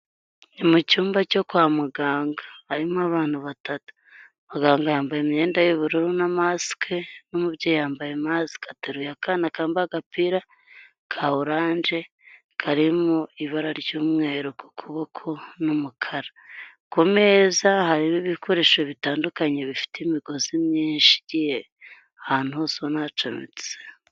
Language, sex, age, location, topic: Kinyarwanda, female, 25-35, Huye, health